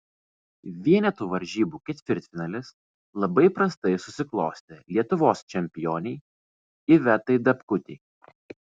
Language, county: Lithuanian, Vilnius